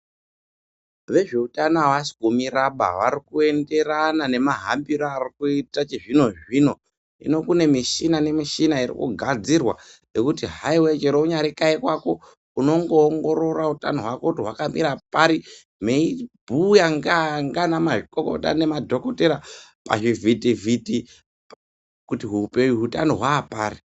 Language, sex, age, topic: Ndau, male, 18-24, health